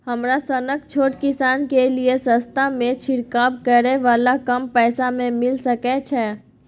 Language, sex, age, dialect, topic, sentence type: Maithili, female, 18-24, Bajjika, agriculture, question